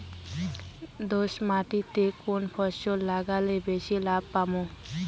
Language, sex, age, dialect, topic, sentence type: Bengali, female, 18-24, Rajbangshi, agriculture, question